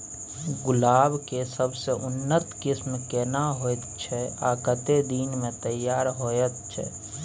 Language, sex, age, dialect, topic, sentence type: Maithili, male, 25-30, Bajjika, agriculture, question